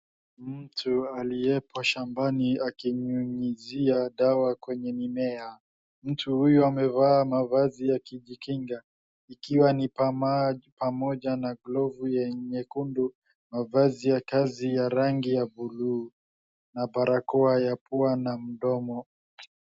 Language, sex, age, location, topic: Swahili, male, 50+, Wajir, health